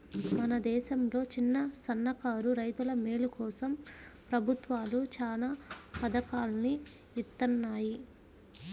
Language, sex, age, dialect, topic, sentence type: Telugu, female, 25-30, Central/Coastal, agriculture, statement